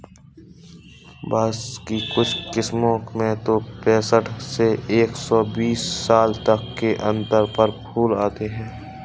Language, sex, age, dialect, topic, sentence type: Hindi, male, 18-24, Awadhi Bundeli, agriculture, statement